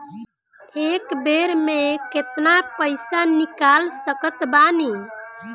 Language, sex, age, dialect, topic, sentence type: Bhojpuri, female, 18-24, Southern / Standard, banking, question